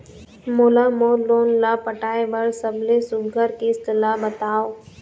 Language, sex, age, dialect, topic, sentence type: Chhattisgarhi, female, 18-24, Eastern, banking, question